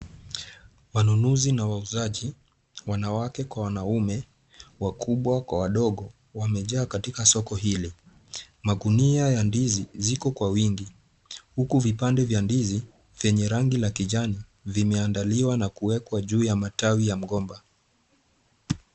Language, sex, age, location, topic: Swahili, male, 18-24, Kisumu, agriculture